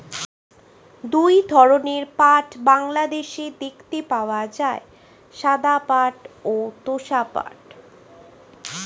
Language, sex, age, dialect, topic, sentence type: Bengali, female, 25-30, Standard Colloquial, agriculture, statement